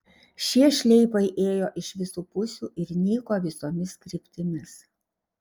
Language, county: Lithuanian, Šiauliai